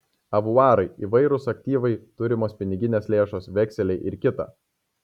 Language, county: Lithuanian, Kaunas